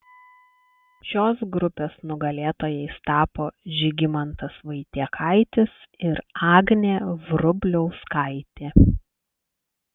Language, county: Lithuanian, Klaipėda